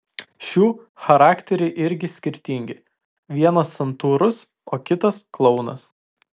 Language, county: Lithuanian, Vilnius